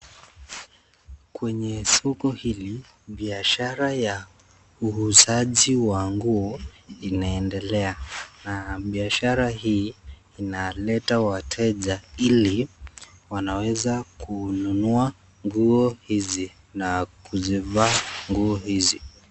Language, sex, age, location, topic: Swahili, male, 18-24, Nakuru, finance